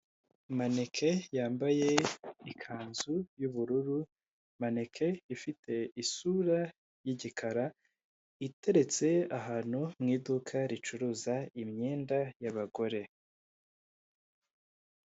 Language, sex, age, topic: Kinyarwanda, male, 18-24, finance